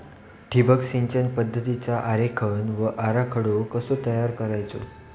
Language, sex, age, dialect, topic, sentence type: Marathi, male, 25-30, Southern Konkan, agriculture, question